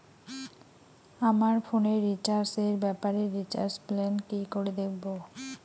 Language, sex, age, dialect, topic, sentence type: Bengali, female, 18-24, Rajbangshi, banking, question